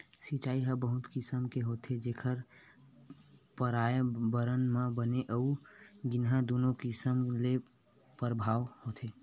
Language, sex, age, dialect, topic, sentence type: Chhattisgarhi, male, 18-24, Western/Budati/Khatahi, agriculture, statement